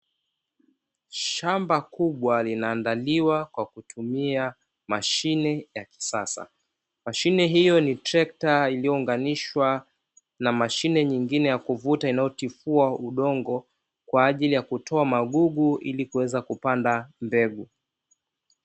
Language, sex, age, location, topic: Swahili, male, 25-35, Dar es Salaam, agriculture